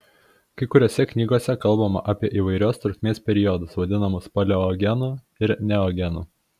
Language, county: Lithuanian, Kaunas